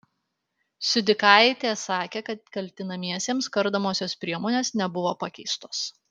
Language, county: Lithuanian, Alytus